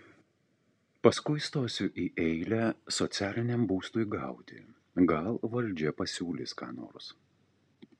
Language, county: Lithuanian, Utena